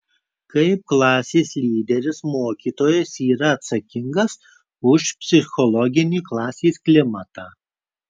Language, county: Lithuanian, Kaunas